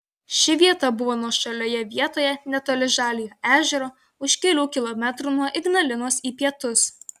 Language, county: Lithuanian, Vilnius